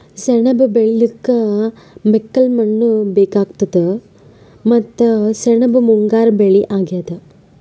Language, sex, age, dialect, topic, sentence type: Kannada, male, 25-30, Northeastern, agriculture, statement